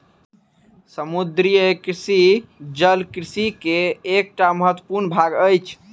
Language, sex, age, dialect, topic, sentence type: Maithili, male, 18-24, Southern/Standard, agriculture, statement